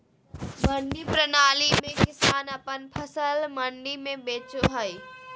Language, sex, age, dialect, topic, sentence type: Magahi, female, 18-24, Southern, agriculture, statement